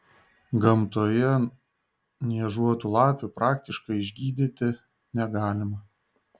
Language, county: Lithuanian, Šiauliai